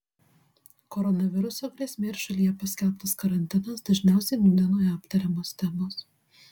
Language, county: Lithuanian, Vilnius